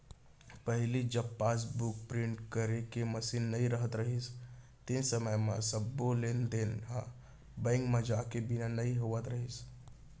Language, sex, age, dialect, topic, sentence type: Chhattisgarhi, male, 60-100, Central, banking, statement